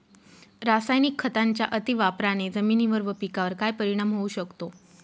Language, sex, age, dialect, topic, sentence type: Marathi, female, 25-30, Northern Konkan, agriculture, question